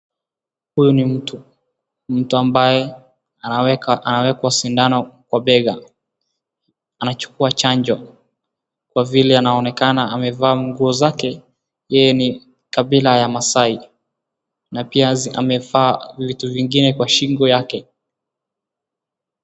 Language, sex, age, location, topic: Swahili, female, 36-49, Wajir, health